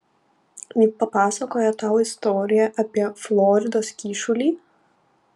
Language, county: Lithuanian, Panevėžys